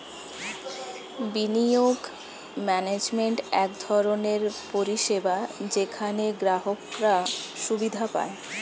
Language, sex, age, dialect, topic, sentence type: Bengali, female, 25-30, Standard Colloquial, banking, statement